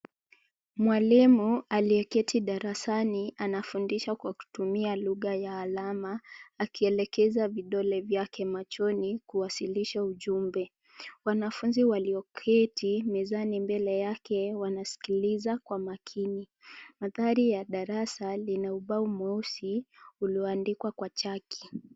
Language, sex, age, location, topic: Swahili, female, 25-35, Nairobi, education